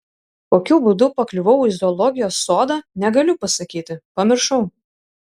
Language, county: Lithuanian, Šiauliai